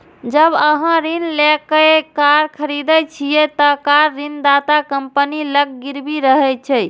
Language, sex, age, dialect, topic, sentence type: Maithili, female, 36-40, Eastern / Thethi, banking, statement